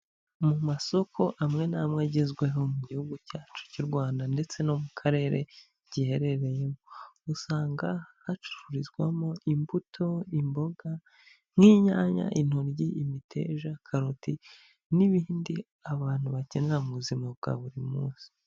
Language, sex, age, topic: Kinyarwanda, male, 36-49, finance